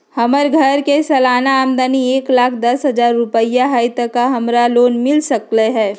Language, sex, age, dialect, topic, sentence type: Magahi, female, 60-100, Western, banking, question